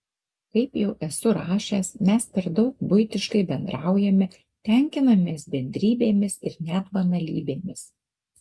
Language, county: Lithuanian, Alytus